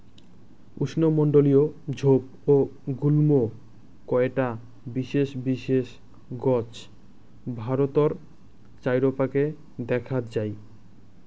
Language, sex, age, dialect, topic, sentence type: Bengali, male, 25-30, Rajbangshi, agriculture, statement